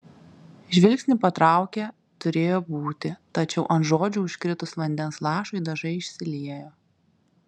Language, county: Lithuanian, Kaunas